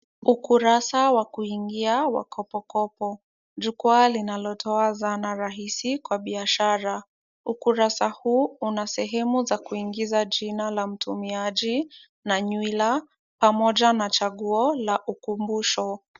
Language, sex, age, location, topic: Swahili, female, 36-49, Kisumu, finance